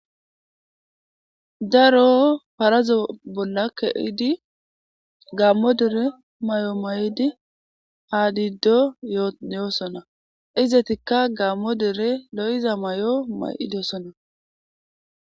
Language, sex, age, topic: Gamo, female, 25-35, government